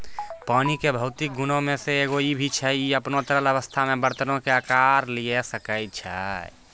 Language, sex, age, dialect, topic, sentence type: Maithili, male, 18-24, Angika, agriculture, statement